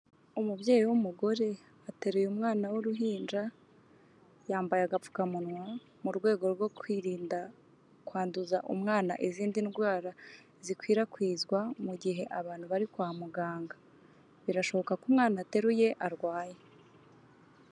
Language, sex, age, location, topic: Kinyarwanda, female, 25-35, Kigali, health